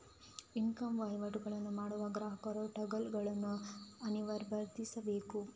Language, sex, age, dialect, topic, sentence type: Kannada, female, 25-30, Coastal/Dakshin, banking, statement